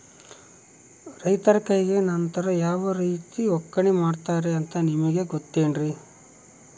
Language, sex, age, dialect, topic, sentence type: Kannada, male, 36-40, Central, agriculture, question